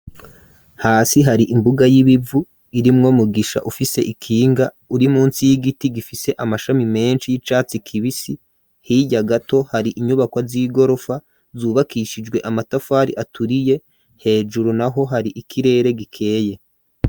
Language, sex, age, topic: Rundi, male, 25-35, education